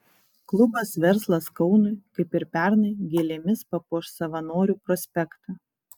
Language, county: Lithuanian, Kaunas